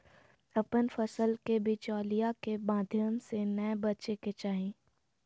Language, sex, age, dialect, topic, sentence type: Magahi, female, 25-30, Southern, agriculture, statement